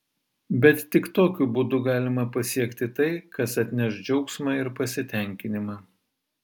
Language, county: Lithuanian, Vilnius